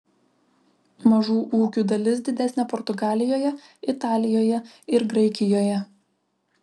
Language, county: Lithuanian, Vilnius